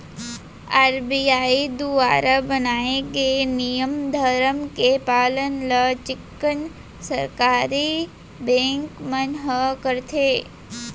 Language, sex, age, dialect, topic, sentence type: Chhattisgarhi, female, 18-24, Central, banking, statement